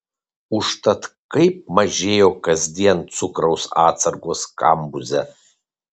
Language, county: Lithuanian, Kaunas